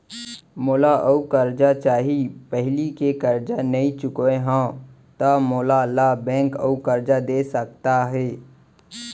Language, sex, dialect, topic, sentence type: Chhattisgarhi, male, Central, banking, question